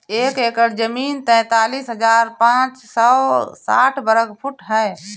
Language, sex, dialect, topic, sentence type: Hindi, female, Awadhi Bundeli, agriculture, statement